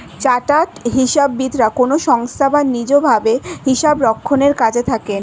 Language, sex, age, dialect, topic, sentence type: Bengali, female, 18-24, Standard Colloquial, banking, statement